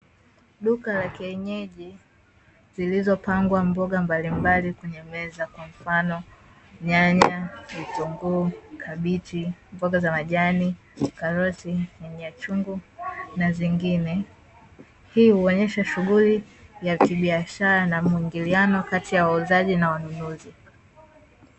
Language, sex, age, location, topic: Swahili, female, 18-24, Dar es Salaam, finance